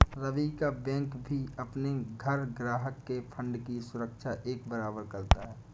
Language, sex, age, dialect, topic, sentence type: Hindi, male, 18-24, Awadhi Bundeli, banking, statement